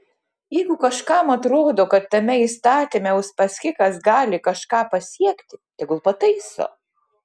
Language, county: Lithuanian, Šiauliai